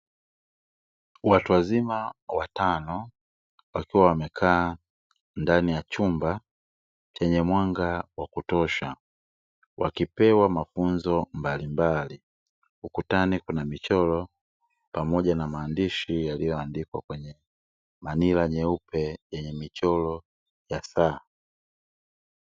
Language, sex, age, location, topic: Swahili, male, 25-35, Dar es Salaam, education